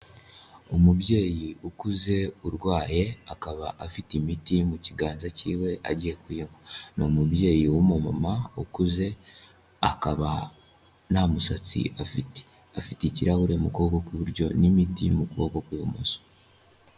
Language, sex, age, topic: Kinyarwanda, male, 18-24, health